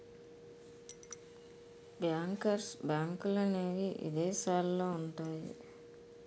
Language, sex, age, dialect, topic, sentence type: Telugu, female, 41-45, Utterandhra, banking, statement